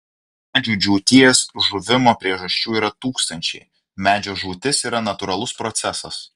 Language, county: Lithuanian, Vilnius